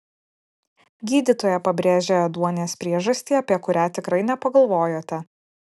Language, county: Lithuanian, Vilnius